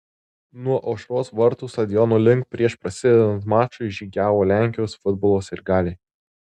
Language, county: Lithuanian, Tauragė